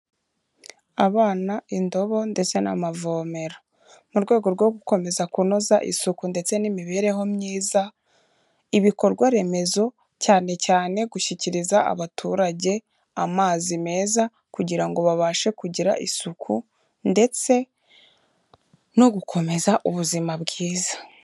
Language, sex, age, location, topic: Kinyarwanda, female, 25-35, Kigali, health